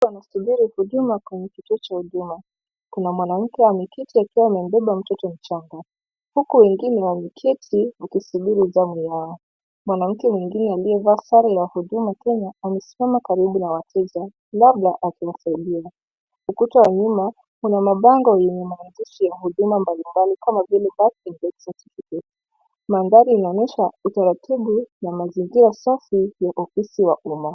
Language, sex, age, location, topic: Swahili, female, 25-35, Mombasa, government